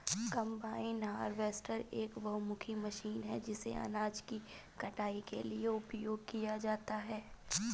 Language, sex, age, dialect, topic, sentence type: Hindi, female, 25-30, Awadhi Bundeli, agriculture, statement